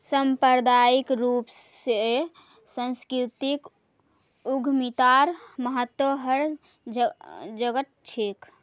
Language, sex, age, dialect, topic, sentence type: Magahi, female, 25-30, Northeastern/Surjapuri, banking, statement